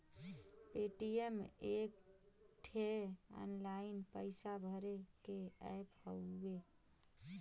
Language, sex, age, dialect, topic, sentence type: Bhojpuri, female, 25-30, Western, banking, statement